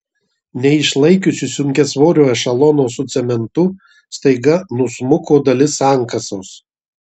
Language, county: Lithuanian, Marijampolė